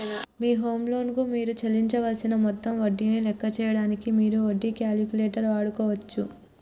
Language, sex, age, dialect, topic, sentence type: Telugu, female, 36-40, Telangana, banking, statement